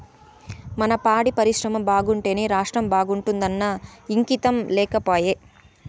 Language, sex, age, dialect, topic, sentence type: Telugu, female, 18-24, Southern, agriculture, statement